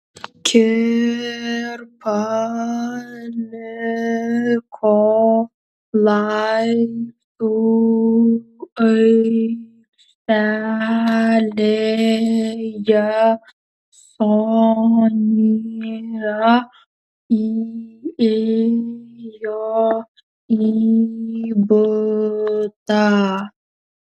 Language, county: Lithuanian, Kaunas